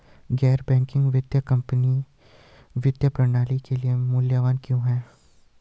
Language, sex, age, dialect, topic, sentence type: Hindi, male, 18-24, Hindustani Malvi Khadi Boli, banking, question